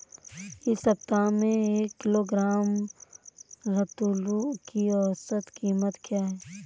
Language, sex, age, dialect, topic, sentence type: Hindi, female, 18-24, Awadhi Bundeli, agriculture, question